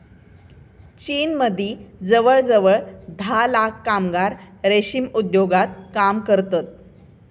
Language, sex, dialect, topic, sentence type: Marathi, female, Southern Konkan, agriculture, statement